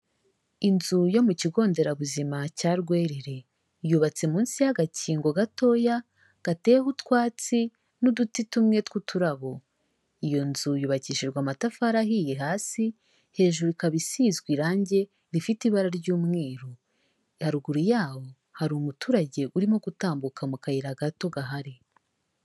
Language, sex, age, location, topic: Kinyarwanda, female, 18-24, Kigali, health